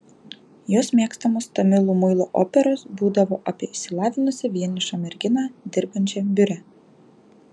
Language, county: Lithuanian, Alytus